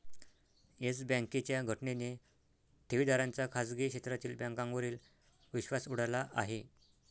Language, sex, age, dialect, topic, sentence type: Marathi, male, 60-100, Northern Konkan, banking, statement